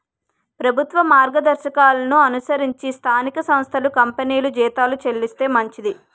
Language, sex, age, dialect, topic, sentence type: Telugu, female, 18-24, Utterandhra, banking, statement